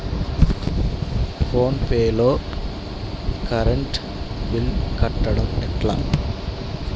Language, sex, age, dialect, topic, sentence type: Telugu, male, 31-35, Telangana, banking, question